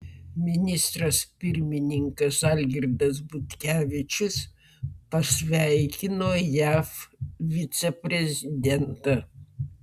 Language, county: Lithuanian, Vilnius